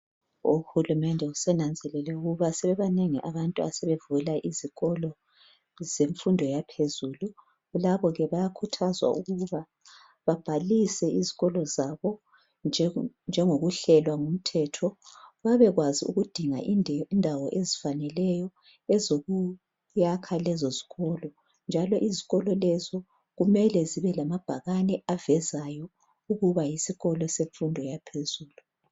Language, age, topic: North Ndebele, 36-49, education